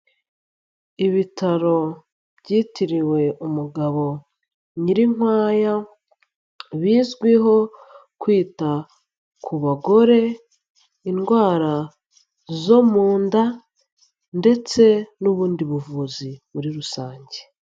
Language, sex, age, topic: Kinyarwanda, female, 25-35, health